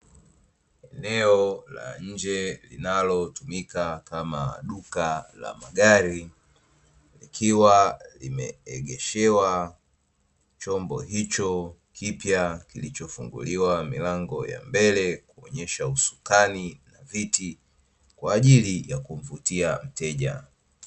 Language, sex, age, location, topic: Swahili, male, 25-35, Dar es Salaam, finance